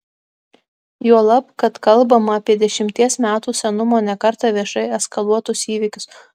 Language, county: Lithuanian, Alytus